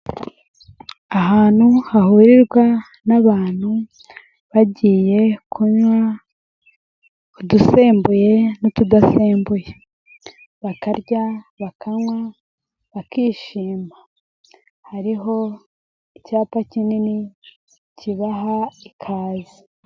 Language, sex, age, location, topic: Kinyarwanda, female, 18-24, Nyagatare, finance